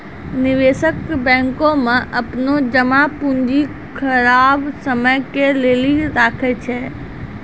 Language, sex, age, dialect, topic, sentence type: Maithili, female, 60-100, Angika, banking, statement